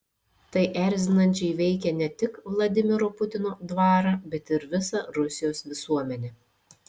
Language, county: Lithuanian, Šiauliai